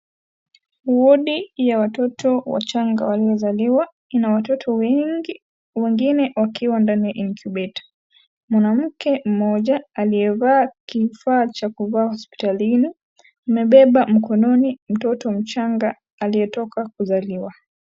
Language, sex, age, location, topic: Swahili, female, 18-24, Kisii, health